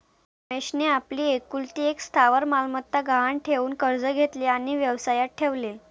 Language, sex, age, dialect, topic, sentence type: Marathi, female, 18-24, Varhadi, banking, statement